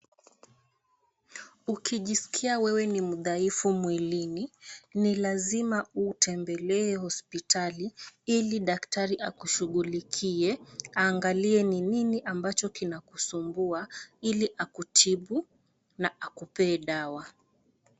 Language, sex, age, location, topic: Swahili, female, 25-35, Wajir, health